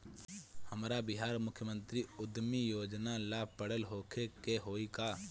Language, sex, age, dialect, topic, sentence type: Bhojpuri, male, 25-30, Northern, banking, question